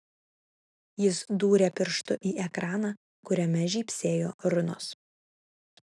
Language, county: Lithuanian, Vilnius